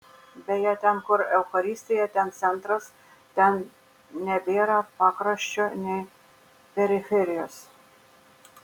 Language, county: Lithuanian, Šiauliai